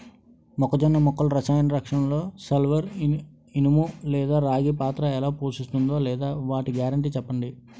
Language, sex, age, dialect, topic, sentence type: Telugu, male, 18-24, Utterandhra, agriculture, question